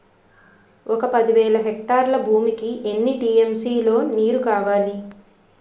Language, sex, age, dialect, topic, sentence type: Telugu, female, 36-40, Utterandhra, agriculture, question